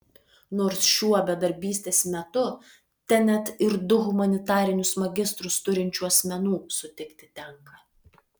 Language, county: Lithuanian, Vilnius